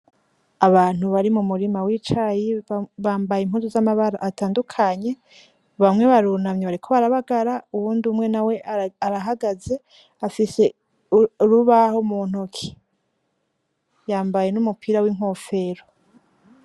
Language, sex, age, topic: Rundi, female, 25-35, agriculture